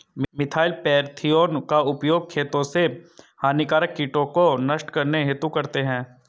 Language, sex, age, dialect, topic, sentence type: Hindi, male, 25-30, Hindustani Malvi Khadi Boli, agriculture, statement